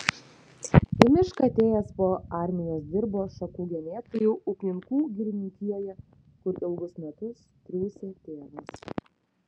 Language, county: Lithuanian, Vilnius